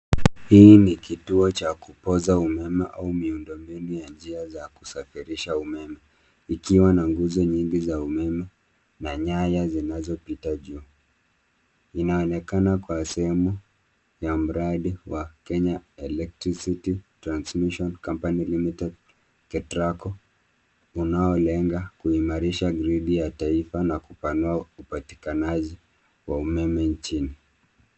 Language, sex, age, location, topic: Swahili, male, 25-35, Nairobi, government